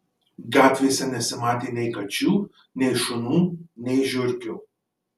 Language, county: Lithuanian, Marijampolė